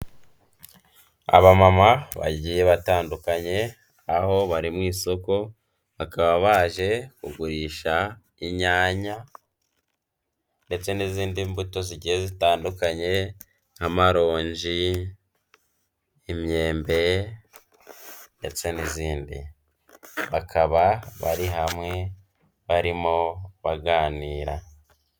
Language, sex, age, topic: Kinyarwanda, male, 18-24, health